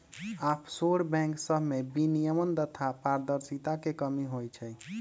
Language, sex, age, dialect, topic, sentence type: Magahi, male, 25-30, Western, banking, statement